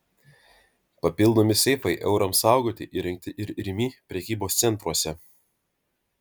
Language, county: Lithuanian, Vilnius